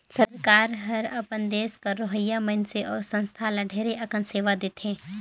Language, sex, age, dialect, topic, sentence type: Chhattisgarhi, female, 18-24, Northern/Bhandar, banking, statement